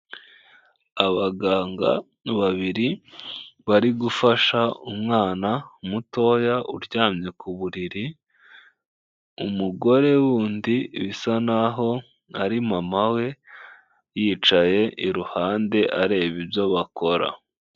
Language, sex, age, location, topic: Kinyarwanda, male, 18-24, Kigali, health